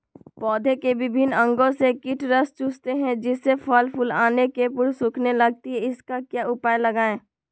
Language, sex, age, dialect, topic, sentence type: Magahi, female, 18-24, Western, agriculture, question